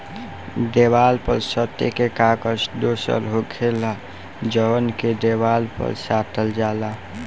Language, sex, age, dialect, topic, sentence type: Bhojpuri, male, <18, Southern / Standard, agriculture, statement